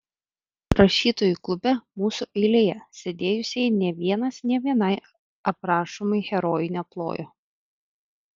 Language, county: Lithuanian, Vilnius